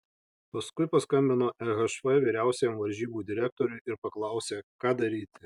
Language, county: Lithuanian, Alytus